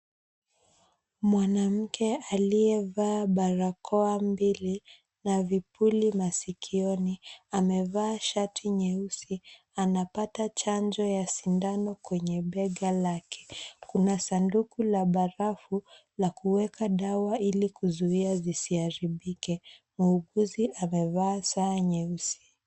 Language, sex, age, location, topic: Swahili, female, 18-24, Mombasa, health